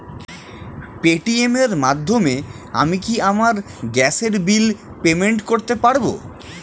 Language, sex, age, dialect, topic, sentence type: Bengali, male, 31-35, Standard Colloquial, banking, question